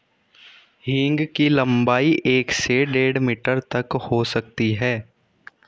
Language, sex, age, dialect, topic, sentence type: Hindi, male, 18-24, Hindustani Malvi Khadi Boli, agriculture, statement